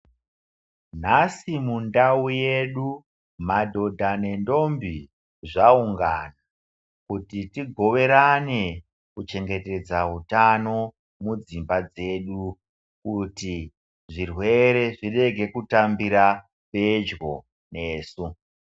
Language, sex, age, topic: Ndau, male, 36-49, health